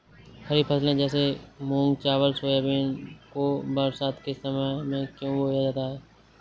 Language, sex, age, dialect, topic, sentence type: Hindi, male, 18-24, Awadhi Bundeli, agriculture, question